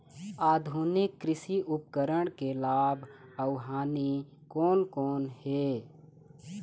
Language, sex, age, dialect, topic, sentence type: Chhattisgarhi, male, 36-40, Eastern, agriculture, question